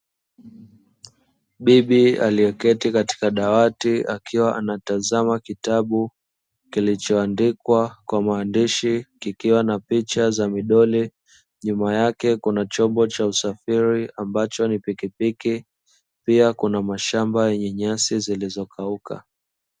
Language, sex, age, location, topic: Swahili, male, 25-35, Dar es Salaam, education